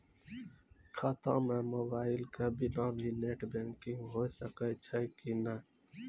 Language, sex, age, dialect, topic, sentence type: Maithili, male, 25-30, Angika, banking, question